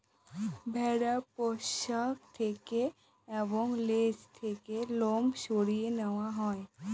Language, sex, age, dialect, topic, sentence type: Bengali, female, 18-24, Northern/Varendri, agriculture, statement